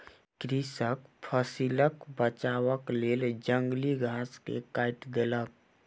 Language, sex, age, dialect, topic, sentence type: Maithili, male, 18-24, Southern/Standard, agriculture, statement